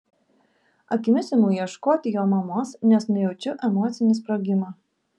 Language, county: Lithuanian, Vilnius